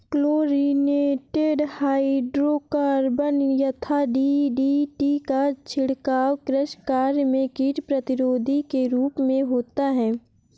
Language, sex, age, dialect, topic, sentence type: Hindi, female, 18-24, Awadhi Bundeli, agriculture, statement